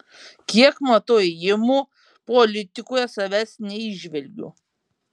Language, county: Lithuanian, Šiauliai